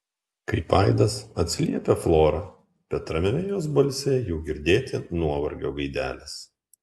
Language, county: Lithuanian, Kaunas